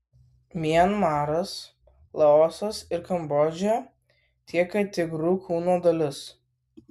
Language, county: Lithuanian, Vilnius